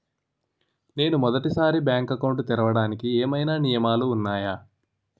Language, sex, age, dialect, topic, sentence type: Telugu, male, 18-24, Utterandhra, banking, question